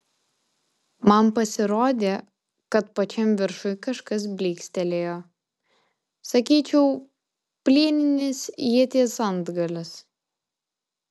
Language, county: Lithuanian, Alytus